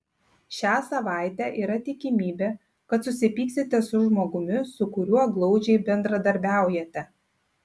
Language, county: Lithuanian, Klaipėda